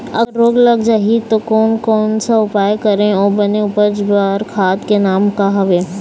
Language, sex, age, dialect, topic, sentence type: Chhattisgarhi, female, 18-24, Eastern, agriculture, question